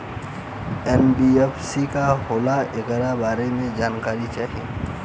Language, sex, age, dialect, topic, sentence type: Bhojpuri, male, 18-24, Western, banking, question